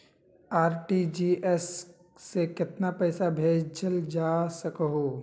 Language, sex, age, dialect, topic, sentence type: Magahi, male, 18-24, Western, banking, question